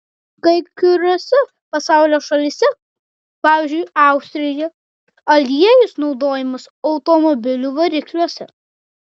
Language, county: Lithuanian, Vilnius